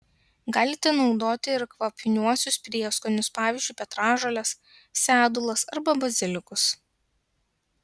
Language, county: Lithuanian, Klaipėda